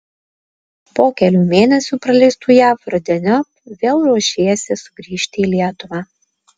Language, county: Lithuanian, Alytus